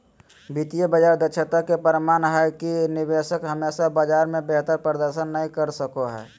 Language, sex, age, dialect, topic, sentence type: Magahi, male, 18-24, Southern, banking, statement